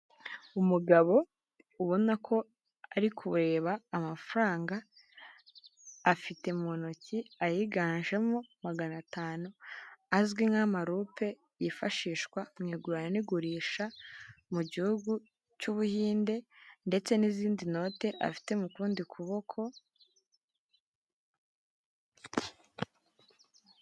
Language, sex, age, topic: Kinyarwanda, female, 18-24, finance